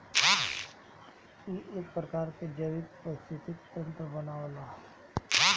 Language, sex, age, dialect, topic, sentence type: Bhojpuri, male, 36-40, Northern, agriculture, statement